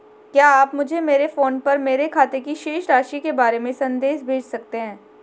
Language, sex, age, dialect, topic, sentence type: Hindi, female, 18-24, Marwari Dhudhari, banking, question